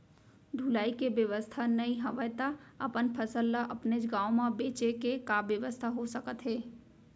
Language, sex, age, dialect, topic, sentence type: Chhattisgarhi, female, 18-24, Central, agriculture, question